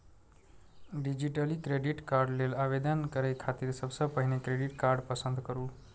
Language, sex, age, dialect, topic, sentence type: Maithili, male, 36-40, Eastern / Thethi, banking, statement